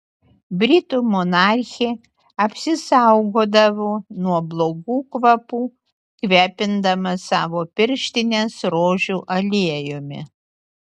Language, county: Lithuanian, Utena